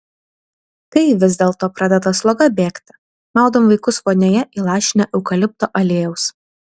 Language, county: Lithuanian, Vilnius